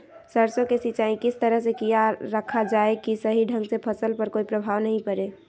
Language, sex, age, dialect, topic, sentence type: Magahi, female, 60-100, Southern, agriculture, question